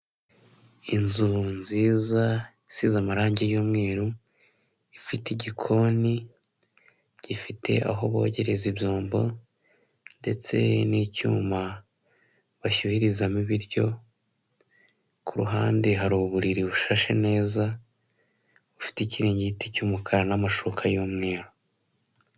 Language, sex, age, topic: Kinyarwanda, male, 18-24, finance